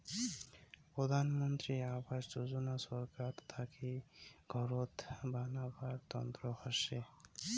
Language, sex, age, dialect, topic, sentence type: Bengali, male, 18-24, Rajbangshi, banking, statement